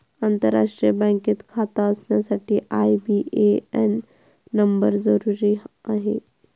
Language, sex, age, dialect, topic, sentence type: Marathi, female, 31-35, Southern Konkan, banking, statement